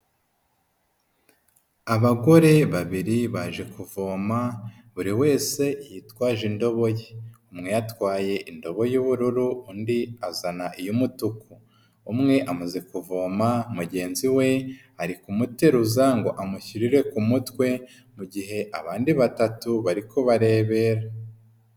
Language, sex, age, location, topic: Kinyarwanda, female, 18-24, Huye, health